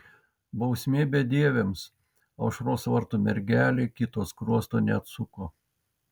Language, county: Lithuanian, Vilnius